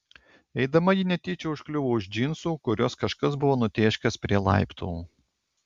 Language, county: Lithuanian, Klaipėda